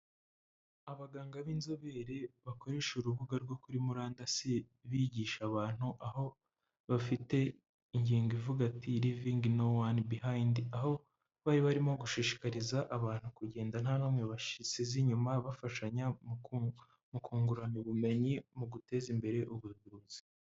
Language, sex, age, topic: Kinyarwanda, female, 25-35, health